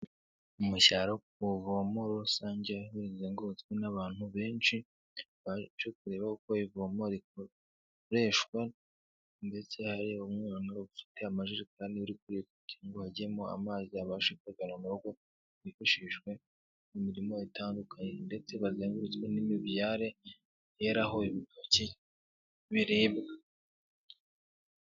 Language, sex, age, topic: Kinyarwanda, male, 18-24, health